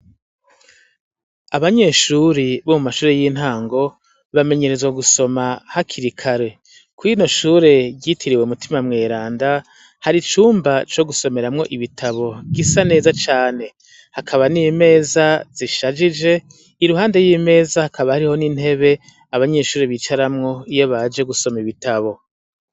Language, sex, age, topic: Rundi, male, 50+, education